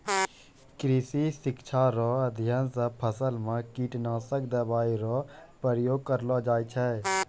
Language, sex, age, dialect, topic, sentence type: Maithili, male, 18-24, Angika, agriculture, statement